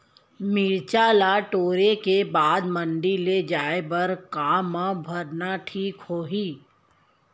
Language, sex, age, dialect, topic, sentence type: Chhattisgarhi, female, 31-35, Central, agriculture, question